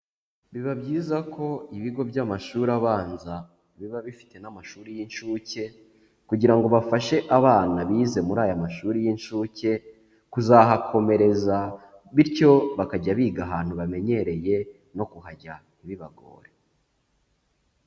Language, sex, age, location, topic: Kinyarwanda, male, 25-35, Huye, education